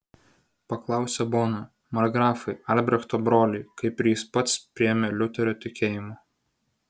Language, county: Lithuanian, Vilnius